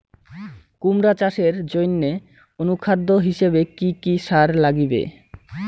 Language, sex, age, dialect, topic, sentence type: Bengali, male, 25-30, Rajbangshi, agriculture, question